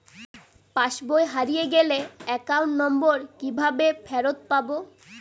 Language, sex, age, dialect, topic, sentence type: Bengali, female, 18-24, Northern/Varendri, banking, question